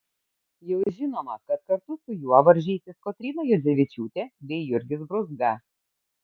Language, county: Lithuanian, Kaunas